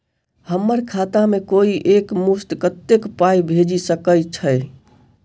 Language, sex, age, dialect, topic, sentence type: Maithili, male, 18-24, Southern/Standard, banking, question